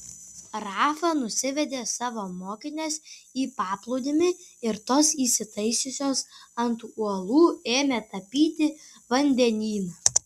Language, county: Lithuanian, Kaunas